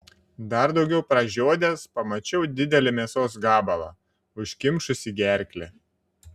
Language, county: Lithuanian, Šiauliai